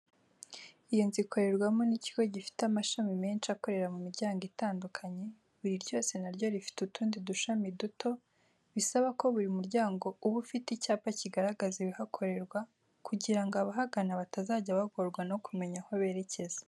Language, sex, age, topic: Kinyarwanda, female, 18-24, education